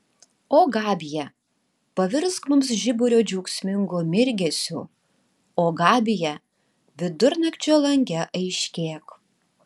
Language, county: Lithuanian, Tauragė